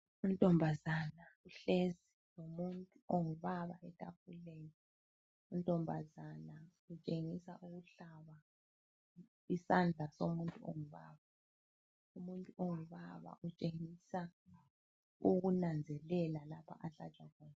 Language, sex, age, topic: North Ndebele, female, 36-49, health